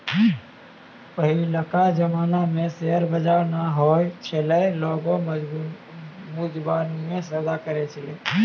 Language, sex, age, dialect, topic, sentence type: Maithili, male, 25-30, Angika, banking, statement